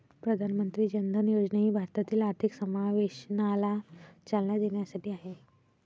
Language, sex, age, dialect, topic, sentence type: Marathi, female, 31-35, Varhadi, banking, statement